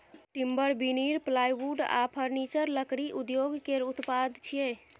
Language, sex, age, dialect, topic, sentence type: Maithili, female, 51-55, Bajjika, agriculture, statement